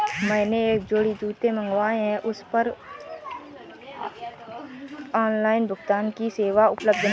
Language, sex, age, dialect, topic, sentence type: Hindi, female, 18-24, Awadhi Bundeli, banking, statement